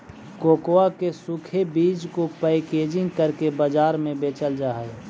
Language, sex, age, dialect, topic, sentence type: Magahi, male, 25-30, Central/Standard, agriculture, statement